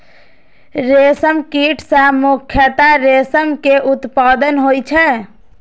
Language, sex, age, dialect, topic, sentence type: Maithili, female, 18-24, Eastern / Thethi, agriculture, statement